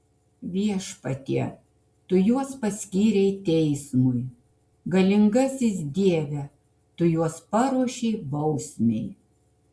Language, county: Lithuanian, Kaunas